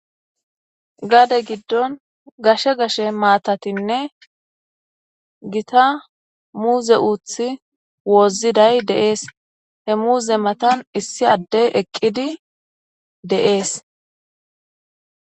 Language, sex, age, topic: Gamo, female, 25-35, agriculture